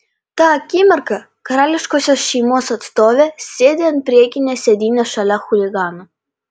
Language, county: Lithuanian, Panevėžys